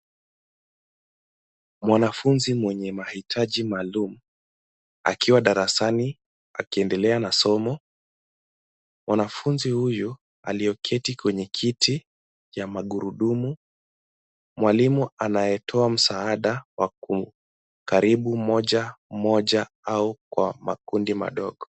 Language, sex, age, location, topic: Swahili, male, 18-24, Nairobi, education